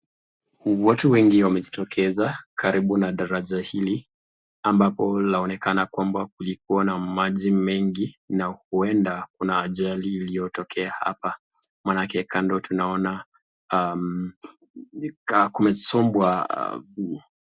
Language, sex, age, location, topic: Swahili, male, 36-49, Nakuru, health